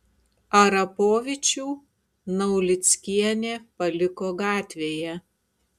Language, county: Lithuanian, Tauragė